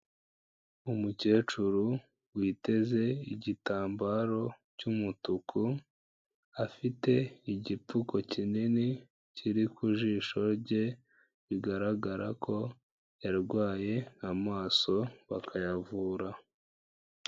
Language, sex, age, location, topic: Kinyarwanda, female, 18-24, Kigali, health